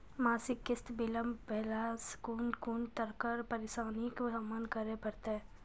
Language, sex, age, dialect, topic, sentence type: Maithili, female, 46-50, Angika, banking, question